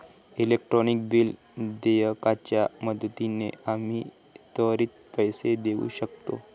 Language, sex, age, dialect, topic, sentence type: Marathi, male, 25-30, Varhadi, banking, statement